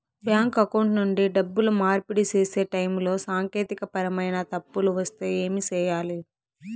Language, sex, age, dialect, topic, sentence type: Telugu, female, 18-24, Southern, banking, question